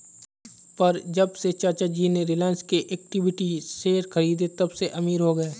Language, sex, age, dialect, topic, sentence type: Hindi, male, 25-30, Marwari Dhudhari, banking, statement